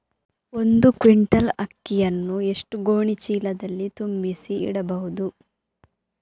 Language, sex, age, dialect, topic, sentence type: Kannada, female, 25-30, Coastal/Dakshin, agriculture, question